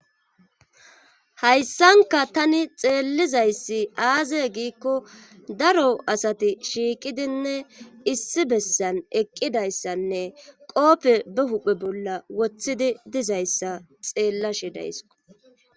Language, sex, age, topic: Gamo, female, 25-35, government